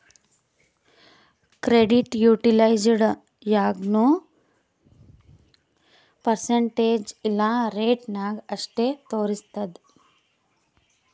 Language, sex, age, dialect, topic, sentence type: Kannada, female, 25-30, Northeastern, banking, statement